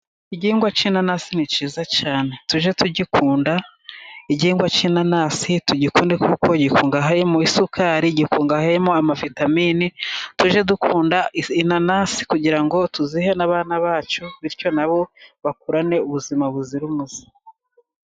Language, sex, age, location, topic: Kinyarwanda, female, 36-49, Musanze, agriculture